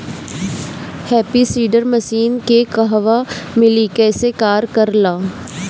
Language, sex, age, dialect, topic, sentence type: Bhojpuri, female, 18-24, Northern, agriculture, question